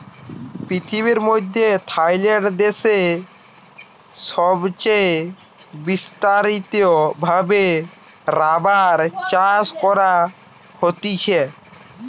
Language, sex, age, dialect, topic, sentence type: Bengali, male, 18-24, Western, agriculture, statement